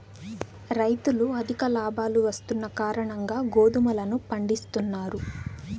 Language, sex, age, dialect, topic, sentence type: Telugu, female, 18-24, Southern, banking, statement